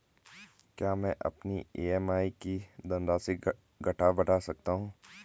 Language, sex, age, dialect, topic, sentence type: Hindi, male, 18-24, Garhwali, banking, question